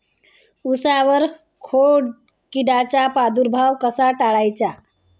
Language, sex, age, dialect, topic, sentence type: Marathi, female, 25-30, Standard Marathi, agriculture, question